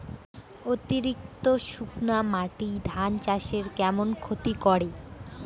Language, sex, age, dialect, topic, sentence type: Bengali, female, <18, Rajbangshi, agriculture, question